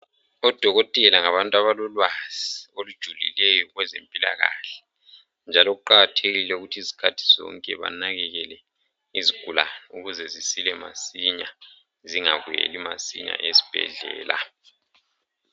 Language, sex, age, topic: North Ndebele, male, 36-49, health